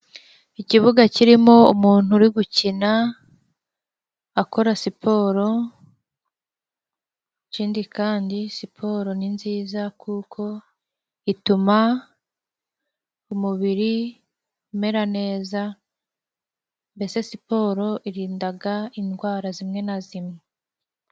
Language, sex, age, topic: Kinyarwanda, female, 25-35, government